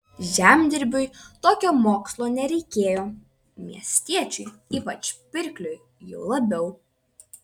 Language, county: Lithuanian, Vilnius